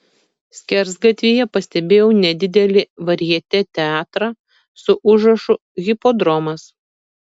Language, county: Lithuanian, Kaunas